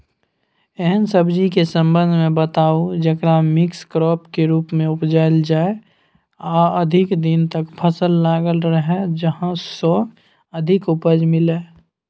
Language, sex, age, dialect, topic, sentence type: Maithili, male, 18-24, Bajjika, agriculture, question